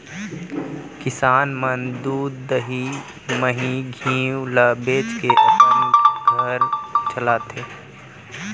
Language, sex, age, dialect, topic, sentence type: Chhattisgarhi, female, 18-24, Central, agriculture, statement